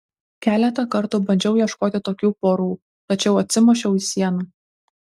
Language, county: Lithuanian, Kaunas